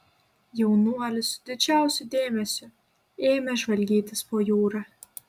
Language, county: Lithuanian, Klaipėda